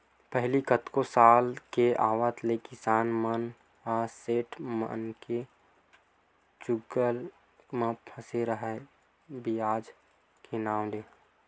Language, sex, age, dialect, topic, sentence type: Chhattisgarhi, male, 18-24, Western/Budati/Khatahi, banking, statement